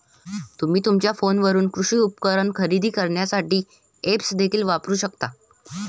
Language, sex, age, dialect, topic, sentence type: Marathi, male, 18-24, Varhadi, agriculture, statement